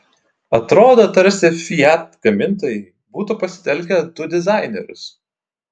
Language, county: Lithuanian, Klaipėda